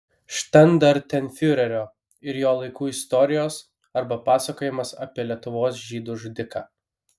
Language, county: Lithuanian, Kaunas